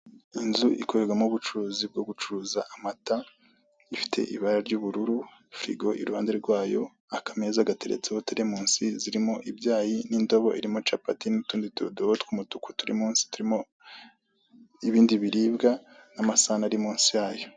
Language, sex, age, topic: Kinyarwanda, male, 25-35, finance